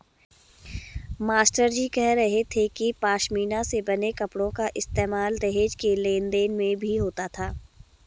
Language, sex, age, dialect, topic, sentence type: Hindi, female, 31-35, Garhwali, agriculture, statement